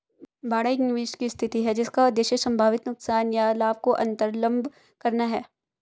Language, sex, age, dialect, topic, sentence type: Hindi, female, 18-24, Hindustani Malvi Khadi Boli, banking, statement